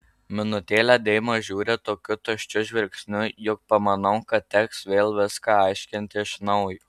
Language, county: Lithuanian, Marijampolė